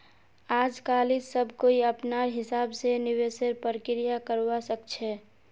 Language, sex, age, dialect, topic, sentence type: Magahi, male, 18-24, Northeastern/Surjapuri, banking, statement